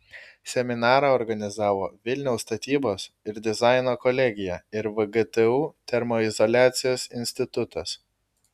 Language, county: Lithuanian, Kaunas